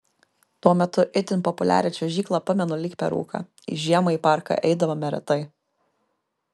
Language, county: Lithuanian, Kaunas